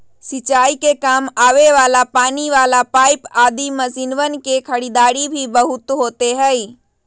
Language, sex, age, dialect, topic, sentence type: Magahi, female, 25-30, Western, agriculture, statement